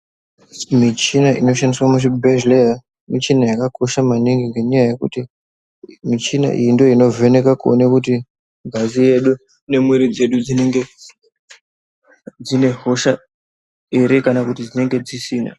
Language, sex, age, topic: Ndau, female, 36-49, health